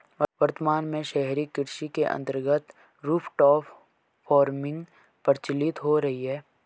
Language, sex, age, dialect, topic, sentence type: Hindi, male, 18-24, Marwari Dhudhari, agriculture, statement